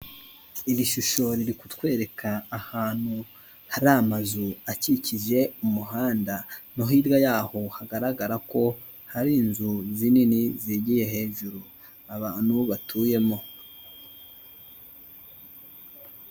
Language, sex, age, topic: Kinyarwanda, male, 18-24, government